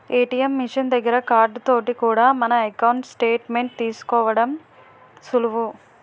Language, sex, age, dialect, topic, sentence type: Telugu, female, 18-24, Utterandhra, banking, statement